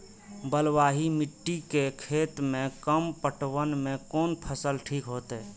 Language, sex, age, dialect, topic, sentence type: Maithili, male, 25-30, Eastern / Thethi, agriculture, question